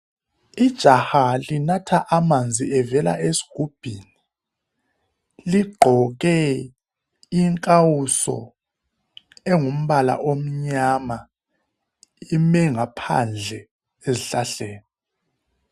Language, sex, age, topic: North Ndebele, male, 36-49, health